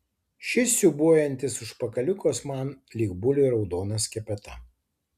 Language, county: Lithuanian, Tauragė